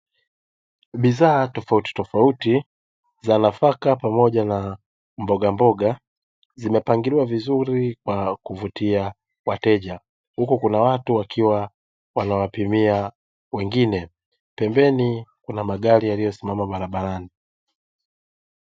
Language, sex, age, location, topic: Swahili, male, 18-24, Dar es Salaam, finance